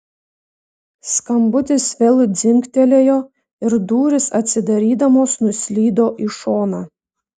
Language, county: Lithuanian, Vilnius